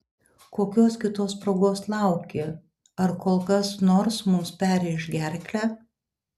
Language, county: Lithuanian, Alytus